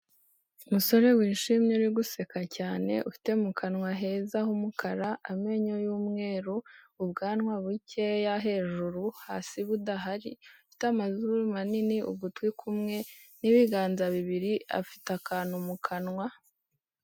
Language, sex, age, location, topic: Kinyarwanda, female, 18-24, Kigali, health